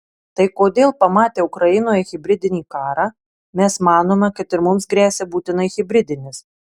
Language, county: Lithuanian, Marijampolė